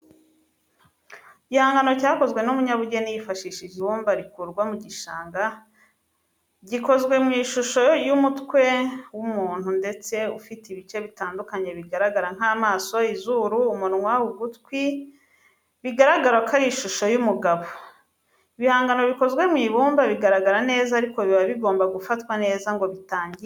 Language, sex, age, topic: Kinyarwanda, female, 25-35, education